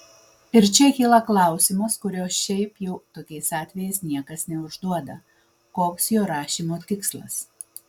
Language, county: Lithuanian, Vilnius